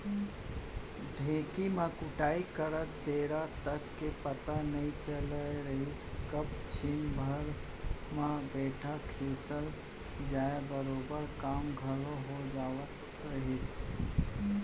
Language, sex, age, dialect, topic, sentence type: Chhattisgarhi, male, 41-45, Central, agriculture, statement